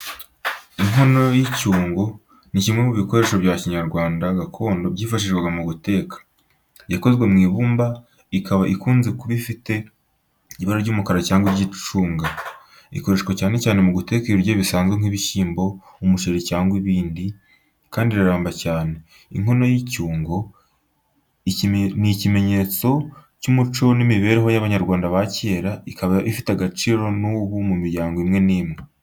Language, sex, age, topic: Kinyarwanda, male, 18-24, education